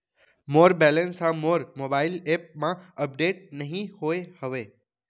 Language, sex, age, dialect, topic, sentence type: Chhattisgarhi, male, 51-55, Central, banking, statement